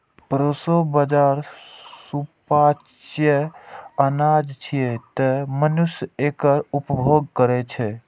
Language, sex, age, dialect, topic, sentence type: Maithili, male, 18-24, Eastern / Thethi, agriculture, statement